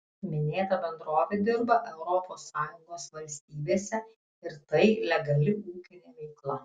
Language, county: Lithuanian, Tauragė